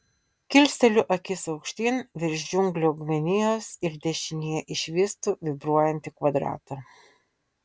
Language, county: Lithuanian, Vilnius